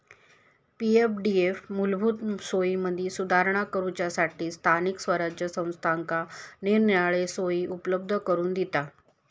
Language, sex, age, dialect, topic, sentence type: Marathi, female, 25-30, Southern Konkan, banking, statement